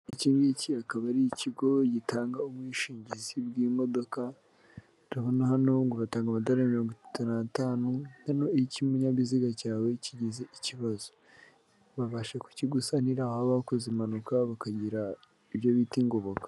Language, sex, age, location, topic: Kinyarwanda, female, 18-24, Kigali, finance